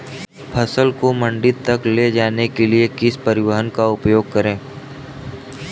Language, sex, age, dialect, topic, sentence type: Hindi, male, 25-30, Kanauji Braj Bhasha, agriculture, question